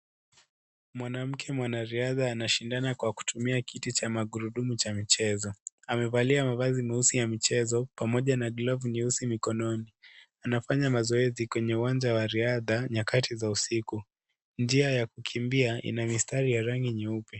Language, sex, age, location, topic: Swahili, male, 18-24, Kisii, education